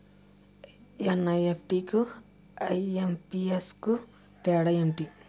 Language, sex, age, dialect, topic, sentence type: Telugu, male, 60-100, Utterandhra, banking, question